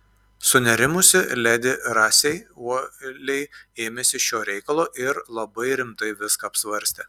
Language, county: Lithuanian, Klaipėda